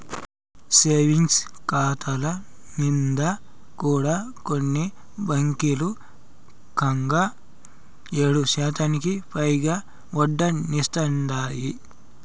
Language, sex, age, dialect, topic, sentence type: Telugu, male, 56-60, Southern, banking, statement